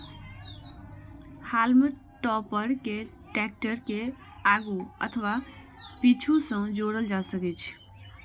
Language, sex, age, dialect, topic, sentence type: Maithili, female, 46-50, Eastern / Thethi, agriculture, statement